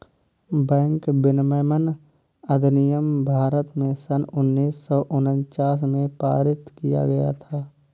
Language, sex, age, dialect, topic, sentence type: Hindi, male, 18-24, Awadhi Bundeli, banking, statement